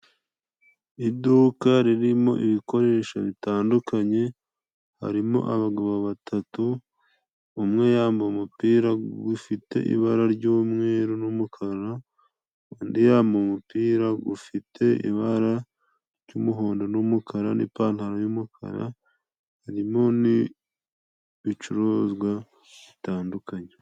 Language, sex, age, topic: Kinyarwanda, male, 25-35, finance